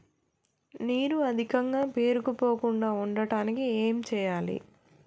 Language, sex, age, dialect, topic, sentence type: Telugu, female, 25-30, Telangana, agriculture, question